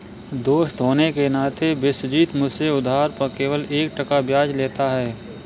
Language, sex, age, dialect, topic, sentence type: Hindi, male, 25-30, Awadhi Bundeli, banking, statement